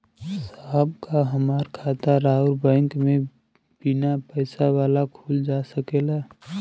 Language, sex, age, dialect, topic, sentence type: Bhojpuri, male, 25-30, Western, banking, question